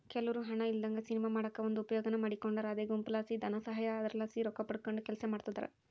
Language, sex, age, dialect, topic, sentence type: Kannada, female, 41-45, Central, banking, statement